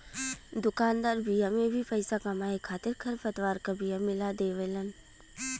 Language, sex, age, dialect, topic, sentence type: Bhojpuri, female, 18-24, Western, agriculture, statement